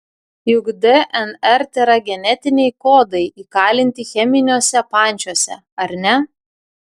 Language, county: Lithuanian, Klaipėda